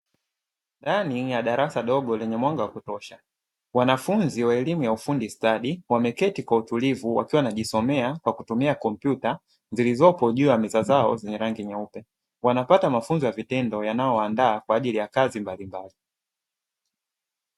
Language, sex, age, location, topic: Swahili, male, 25-35, Dar es Salaam, education